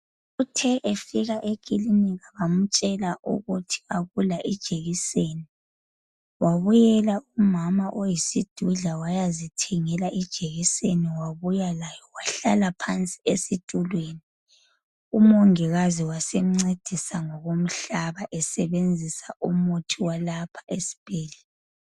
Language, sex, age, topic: North Ndebele, female, 25-35, health